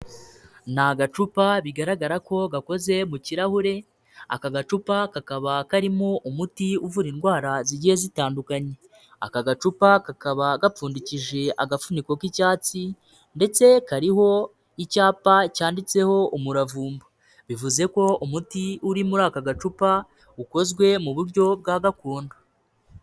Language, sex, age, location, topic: Kinyarwanda, male, 25-35, Kigali, health